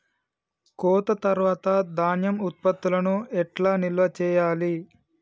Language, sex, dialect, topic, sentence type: Telugu, male, Telangana, agriculture, statement